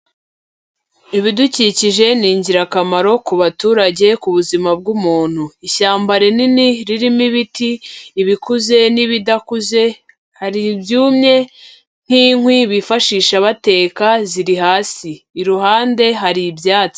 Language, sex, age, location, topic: Kinyarwanda, female, 18-24, Huye, agriculture